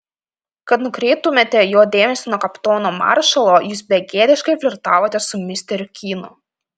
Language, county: Lithuanian, Panevėžys